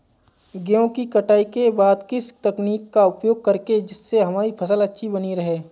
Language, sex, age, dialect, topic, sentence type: Hindi, male, 25-30, Awadhi Bundeli, agriculture, question